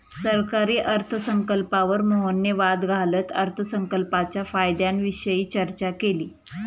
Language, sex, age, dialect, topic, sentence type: Marathi, female, 31-35, Standard Marathi, banking, statement